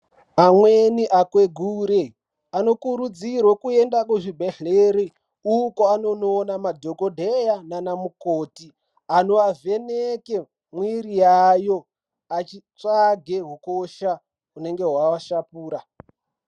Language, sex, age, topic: Ndau, male, 18-24, health